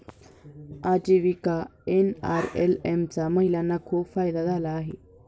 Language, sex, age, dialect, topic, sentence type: Marathi, female, 41-45, Standard Marathi, banking, statement